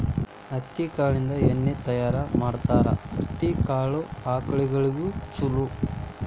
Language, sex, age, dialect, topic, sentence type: Kannada, male, 18-24, Dharwad Kannada, agriculture, statement